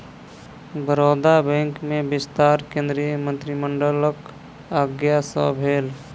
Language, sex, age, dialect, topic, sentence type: Maithili, male, 25-30, Southern/Standard, banking, statement